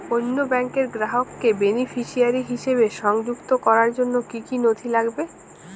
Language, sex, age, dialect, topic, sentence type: Bengali, female, 18-24, Jharkhandi, banking, question